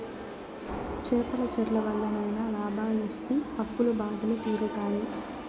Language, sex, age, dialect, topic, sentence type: Telugu, male, 18-24, Southern, agriculture, statement